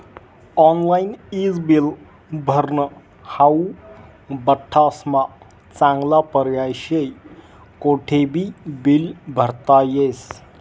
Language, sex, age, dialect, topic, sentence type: Marathi, male, 25-30, Northern Konkan, banking, statement